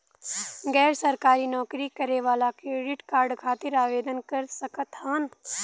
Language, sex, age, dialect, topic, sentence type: Bhojpuri, female, 18-24, Western, banking, question